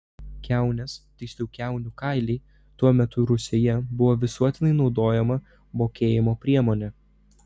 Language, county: Lithuanian, Vilnius